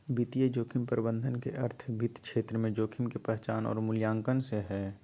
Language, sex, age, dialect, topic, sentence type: Magahi, male, 18-24, Southern, banking, statement